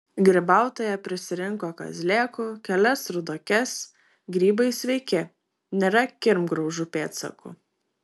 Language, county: Lithuanian, Klaipėda